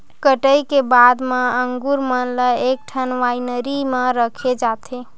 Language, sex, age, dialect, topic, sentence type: Chhattisgarhi, female, 18-24, Western/Budati/Khatahi, agriculture, statement